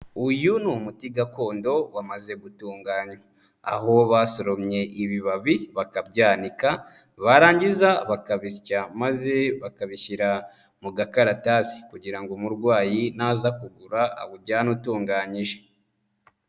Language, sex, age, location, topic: Kinyarwanda, male, 18-24, Huye, health